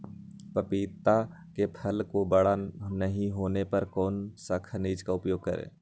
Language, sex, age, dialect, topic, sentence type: Magahi, male, 41-45, Western, agriculture, question